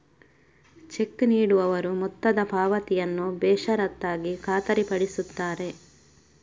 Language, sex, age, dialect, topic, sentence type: Kannada, female, 31-35, Coastal/Dakshin, banking, statement